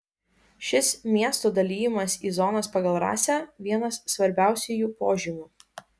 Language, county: Lithuanian, Kaunas